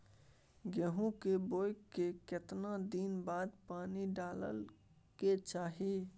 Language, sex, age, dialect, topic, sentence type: Maithili, male, 18-24, Bajjika, agriculture, question